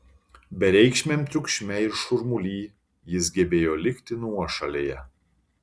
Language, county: Lithuanian, Šiauliai